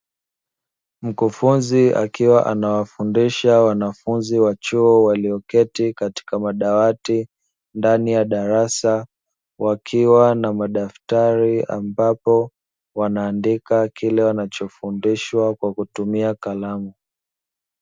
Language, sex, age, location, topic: Swahili, male, 25-35, Dar es Salaam, education